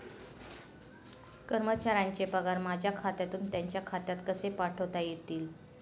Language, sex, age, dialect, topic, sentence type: Marathi, female, 36-40, Northern Konkan, banking, question